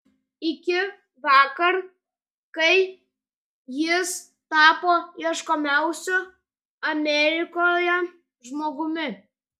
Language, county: Lithuanian, Šiauliai